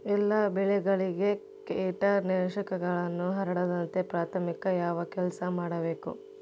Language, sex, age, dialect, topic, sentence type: Kannada, female, 18-24, Central, agriculture, question